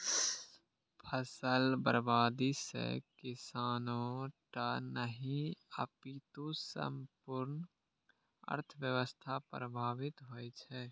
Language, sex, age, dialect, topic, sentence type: Maithili, male, 18-24, Eastern / Thethi, agriculture, statement